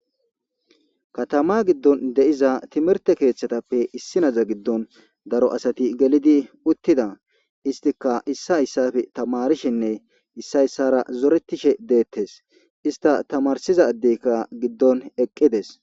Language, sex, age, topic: Gamo, male, 25-35, government